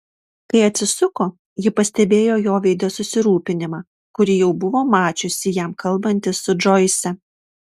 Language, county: Lithuanian, Marijampolė